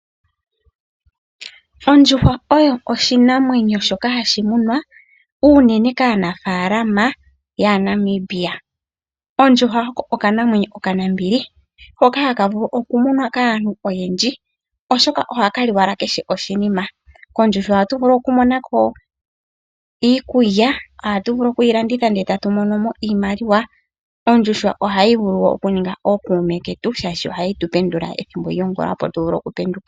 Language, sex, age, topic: Oshiwambo, female, 25-35, agriculture